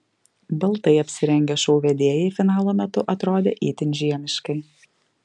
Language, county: Lithuanian, Klaipėda